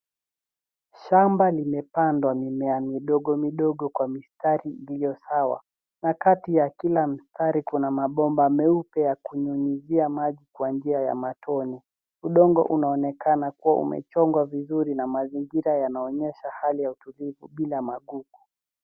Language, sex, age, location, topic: Swahili, male, 18-24, Nairobi, agriculture